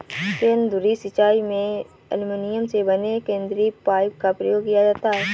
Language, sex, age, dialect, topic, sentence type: Hindi, female, 18-24, Awadhi Bundeli, agriculture, statement